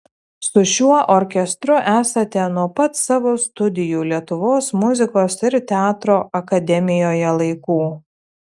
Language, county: Lithuanian, Telšiai